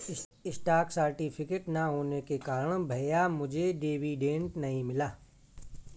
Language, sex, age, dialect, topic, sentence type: Hindi, male, 41-45, Awadhi Bundeli, banking, statement